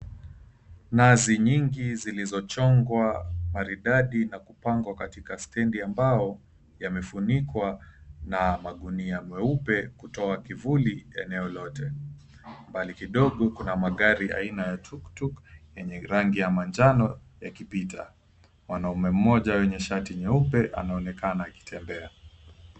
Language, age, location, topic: Swahili, 25-35, Mombasa, agriculture